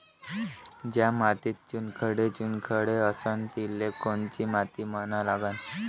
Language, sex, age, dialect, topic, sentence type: Marathi, male, <18, Varhadi, agriculture, question